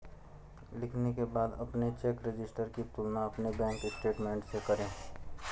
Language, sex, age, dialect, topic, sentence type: Hindi, male, 51-55, Garhwali, banking, statement